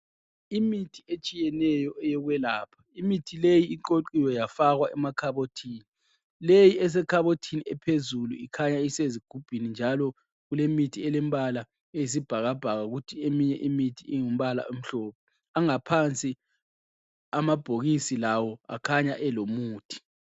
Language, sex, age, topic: North Ndebele, male, 25-35, health